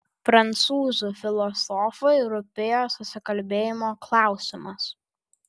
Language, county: Lithuanian, Vilnius